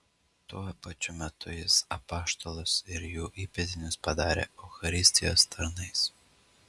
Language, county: Lithuanian, Utena